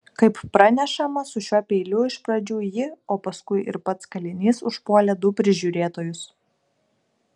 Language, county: Lithuanian, Kaunas